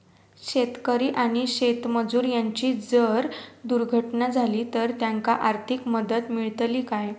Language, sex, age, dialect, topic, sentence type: Marathi, female, 18-24, Southern Konkan, agriculture, question